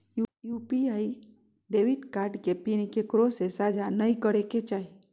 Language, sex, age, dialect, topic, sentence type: Magahi, female, 41-45, Southern, banking, statement